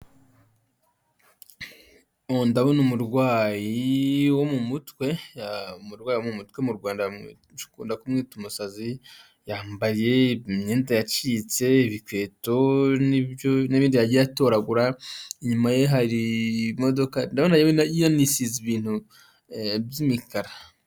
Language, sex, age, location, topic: Kinyarwanda, male, 25-35, Huye, health